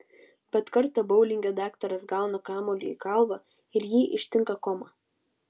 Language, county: Lithuanian, Utena